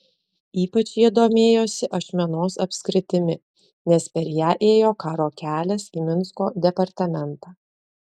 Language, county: Lithuanian, Alytus